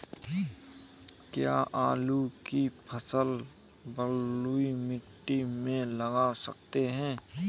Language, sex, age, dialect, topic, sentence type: Hindi, male, 18-24, Kanauji Braj Bhasha, agriculture, question